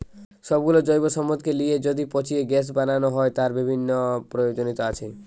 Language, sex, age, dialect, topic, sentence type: Bengali, male, 18-24, Western, agriculture, statement